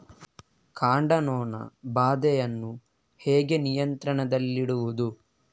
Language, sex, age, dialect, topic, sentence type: Kannada, male, 18-24, Coastal/Dakshin, agriculture, question